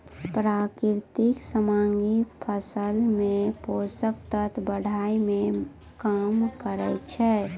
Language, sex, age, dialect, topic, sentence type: Maithili, female, 18-24, Angika, agriculture, statement